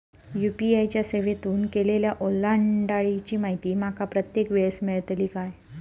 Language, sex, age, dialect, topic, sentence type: Marathi, female, 31-35, Southern Konkan, banking, question